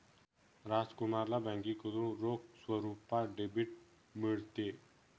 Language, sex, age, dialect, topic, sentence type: Marathi, male, 18-24, Northern Konkan, banking, statement